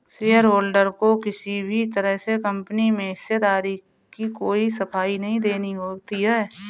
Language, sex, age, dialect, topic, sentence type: Hindi, female, 41-45, Marwari Dhudhari, banking, statement